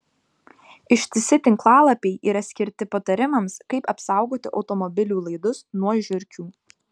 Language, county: Lithuanian, Vilnius